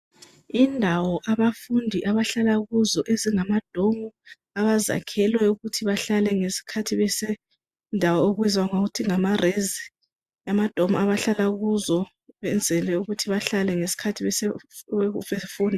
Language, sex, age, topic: North Ndebele, female, 25-35, education